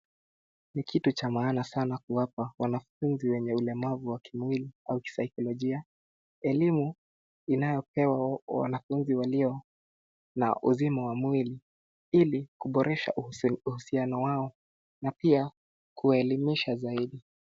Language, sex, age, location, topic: Swahili, male, 18-24, Nairobi, education